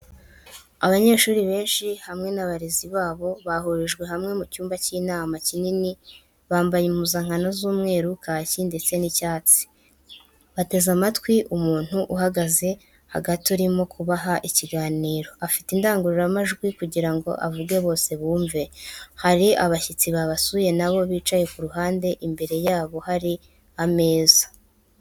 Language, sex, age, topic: Kinyarwanda, male, 18-24, education